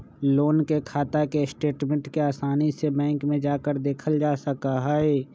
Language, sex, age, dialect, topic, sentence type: Magahi, male, 25-30, Western, banking, statement